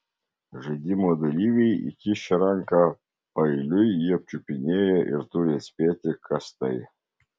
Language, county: Lithuanian, Vilnius